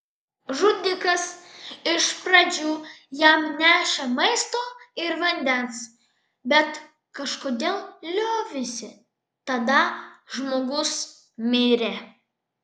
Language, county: Lithuanian, Vilnius